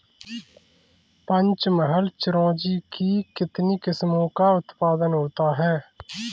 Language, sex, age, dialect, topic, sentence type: Hindi, male, 25-30, Kanauji Braj Bhasha, agriculture, statement